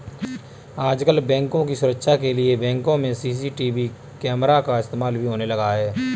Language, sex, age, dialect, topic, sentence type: Hindi, male, 25-30, Kanauji Braj Bhasha, banking, statement